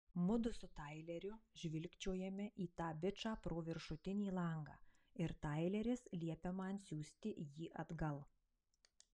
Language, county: Lithuanian, Marijampolė